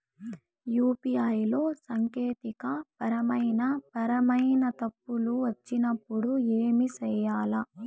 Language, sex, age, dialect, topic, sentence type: Telugu, female, 18-24, Southern, banking, question